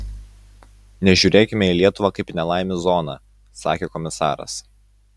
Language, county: Lithuanian, Utena